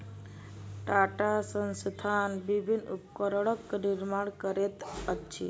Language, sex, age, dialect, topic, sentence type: Maithili, female, 18-24, Southern/Standard, agriculture, statement